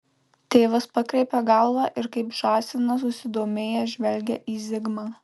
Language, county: Lithuanian, Marijampolė